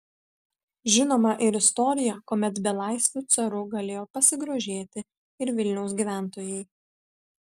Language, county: Lithuanian, Vilnius